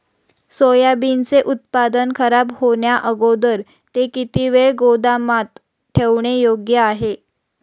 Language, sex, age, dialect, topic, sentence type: Marathi, female, 18-24, Standard Marathi, agriculture, question